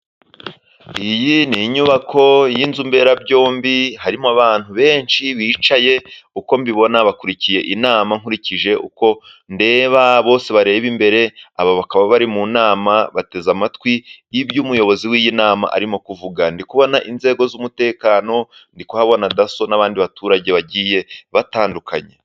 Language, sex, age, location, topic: Kinyarwanda, male, 25-35, Musanze, government